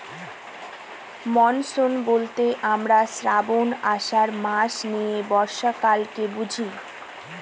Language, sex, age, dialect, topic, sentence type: Bengali, female, 18-24, Northern/Varendri, agriculture, statement